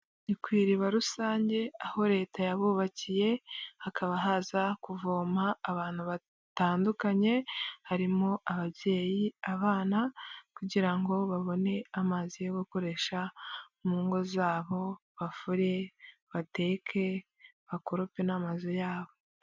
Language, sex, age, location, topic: Kinyarwanda, female, 25-35, Huye, health